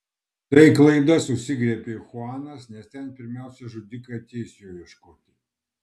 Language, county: Lithuanian, Kaunas